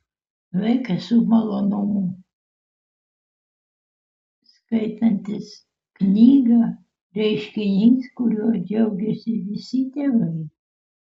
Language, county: Lithuanian, Utena